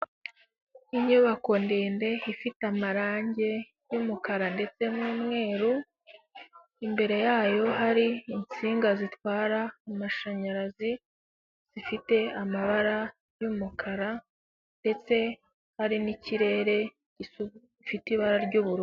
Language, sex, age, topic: Kinyarwanda, female, 18-24, government